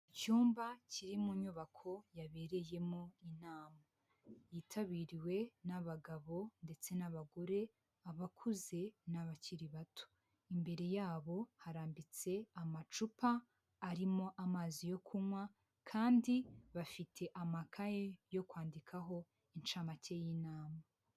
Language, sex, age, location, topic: Kinyarwanda, female, 18-24, Huye, health